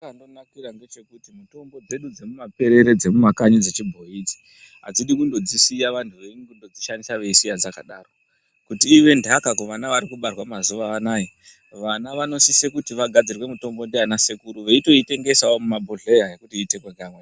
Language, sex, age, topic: Ndau, female, 36-49, health